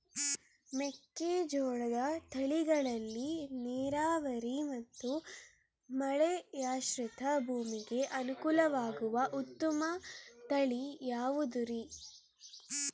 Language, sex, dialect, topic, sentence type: Kannada, female, Central, agriculture, question